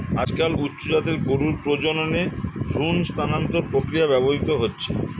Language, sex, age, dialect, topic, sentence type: Bengali, male, 51-55, Standard Colloquial, agriculture, statement